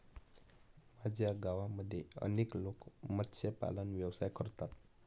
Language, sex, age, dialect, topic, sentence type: Marathi, male, 18-24, Northern Konkan, agriculture, statement